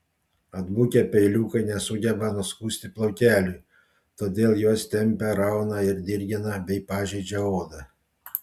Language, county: Lithuanian, Panevėžys